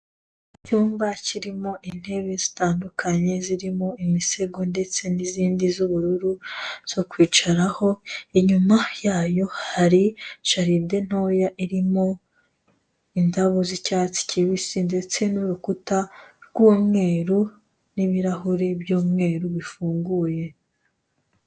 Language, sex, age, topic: Kinyarwanda, female, 18-24, health